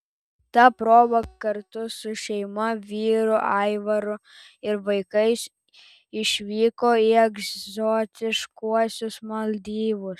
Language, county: Lithuanian, Telšiai